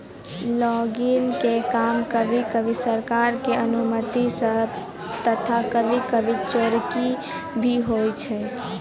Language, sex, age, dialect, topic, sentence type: Maithili, female, 18-24, Angika, agriculture, statement